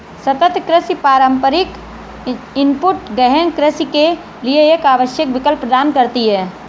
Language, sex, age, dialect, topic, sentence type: Hindi, female, 36-40, Marwari Dhudhari, agriculture, statement